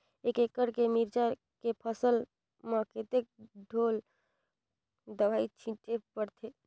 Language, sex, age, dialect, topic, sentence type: Chhattisgarhi, female, 25-30, Northern/Bhandar, agriculture, question